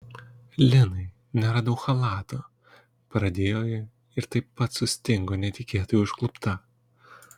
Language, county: Lithuanian, Kaunas